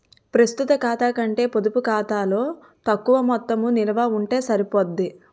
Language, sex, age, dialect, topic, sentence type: Telugu, female, 18-24, Utterandhra, banking, statement